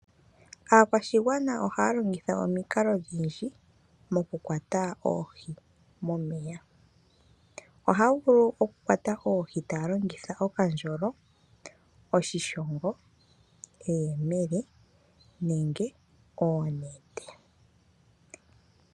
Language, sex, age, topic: Oshiwambo, female, 25-35, agriculture